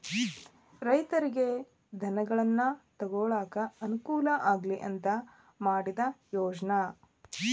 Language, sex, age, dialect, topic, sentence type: Kannada, female, 31-35, Dharwad Kannada, agriculture, statement